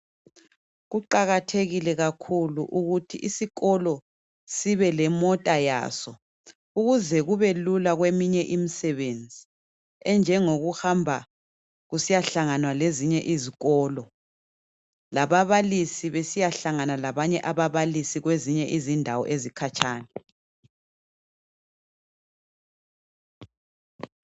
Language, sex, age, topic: North Ndebele, female, 25-35, health